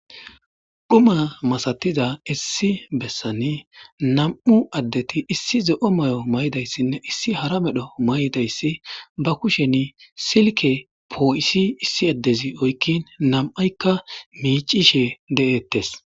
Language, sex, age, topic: Gamo, male, 18-24, government